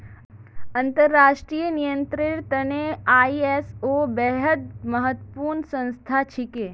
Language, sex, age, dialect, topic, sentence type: Magahi, female, 18-24, Northeastern/Surjapuri, banking, statement